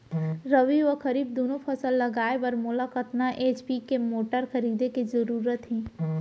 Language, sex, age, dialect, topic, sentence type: Chhattisgarhi, female, 60-100, Central, agriculture, question